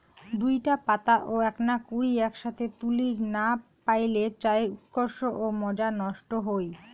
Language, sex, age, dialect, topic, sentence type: Bengali, female, 31-35, Rajbangshi, agriculture, statement